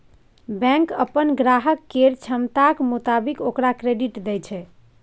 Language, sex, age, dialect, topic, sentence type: Maithili, female, 51-55, Bajjika, banking, statement